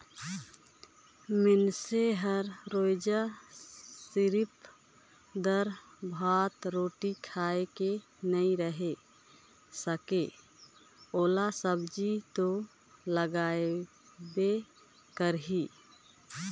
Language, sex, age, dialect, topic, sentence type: Chhattisgarhi, female, 25-30, Northern/Bhandar, agriculture, statement